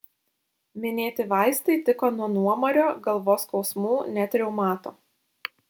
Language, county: Lithuanian, Šiauliai